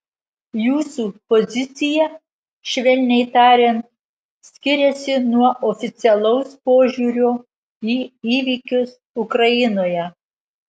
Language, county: Lithuanian, Marijampolė